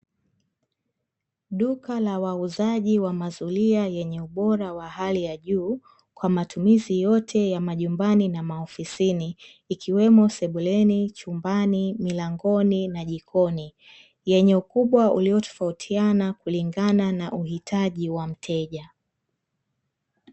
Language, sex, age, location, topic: Swahili, female, 25-35, Dar es Salaam, finance